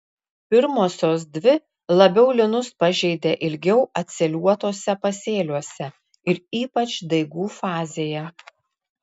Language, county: Lithuanian, Klaipėda